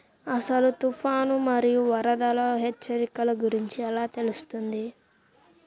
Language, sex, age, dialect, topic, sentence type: Telugu, male, 18-24, Central/Coastal, agriculture, question